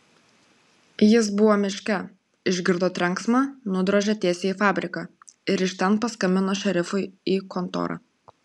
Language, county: Lithuanian, Klaipėda